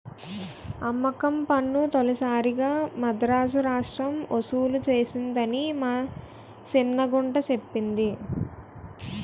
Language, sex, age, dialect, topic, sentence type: Telugu, female, 18-24, Utterandhra, banking, statement